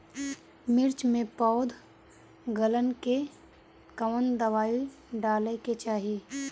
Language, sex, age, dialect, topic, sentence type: Bhojpuri, female, 25-30, Northern, agriculture, question